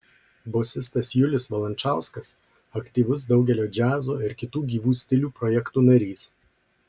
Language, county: Lithuanian, Marijampolė